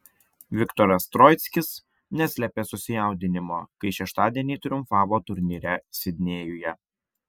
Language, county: Lithuanian, Vilnius